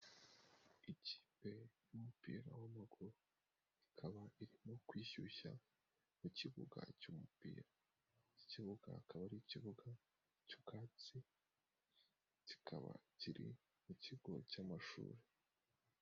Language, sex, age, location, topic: Kinyarwanda, male, 18-24, Nyagatare, government